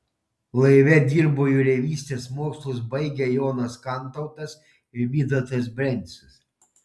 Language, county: Lithuanian, Panevėžys